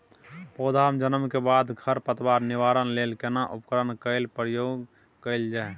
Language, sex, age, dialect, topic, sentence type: Maithili, male, 18-24, Bajjika, agriculture, question